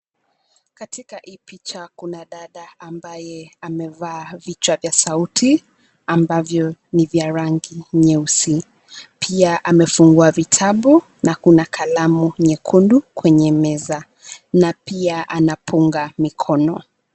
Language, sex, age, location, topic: Swahili, female, 25-35, Nairobi, education